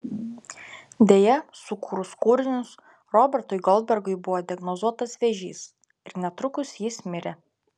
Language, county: Lithuanian, Telšiai